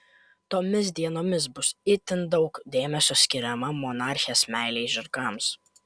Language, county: Lithuanian, Kaunas